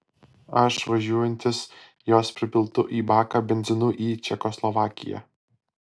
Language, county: Lithuanian, Alytus